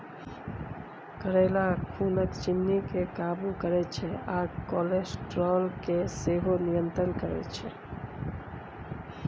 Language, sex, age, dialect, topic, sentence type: Maithili, female, 51-55, Bajjika, agriculture, statement